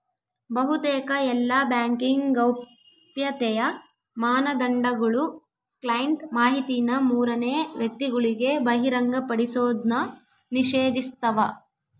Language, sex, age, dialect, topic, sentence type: Kannada, female, 18-24, Central, banking, statement